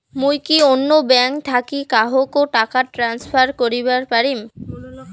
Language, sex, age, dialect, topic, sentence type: Bengali, female, 18-24, Rajbangshi, banking, statement